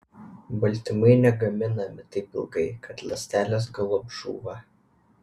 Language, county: Lithuanian, Vilnius